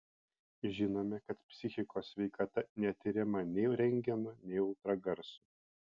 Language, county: Lithuanian, Panevėžys